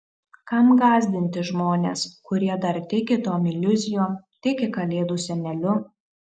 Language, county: Lithuanian, Marijampolė